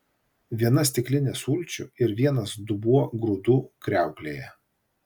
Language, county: Lithuanian, Vilnius